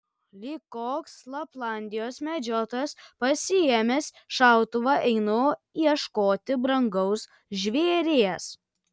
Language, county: Lithuanian, Kaunas